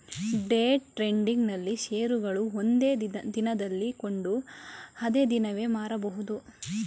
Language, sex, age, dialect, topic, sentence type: Kannada, female, 18-24, Mysore Kannada, banking, statement